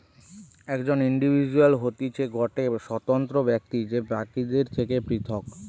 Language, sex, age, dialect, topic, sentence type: Bengali, male, 18-24, Western, banking, statement